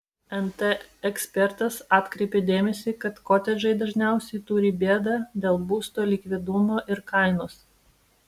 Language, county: Lithuanian, Vilnius